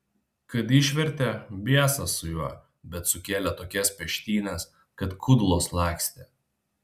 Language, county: Lithuanian, Vilnius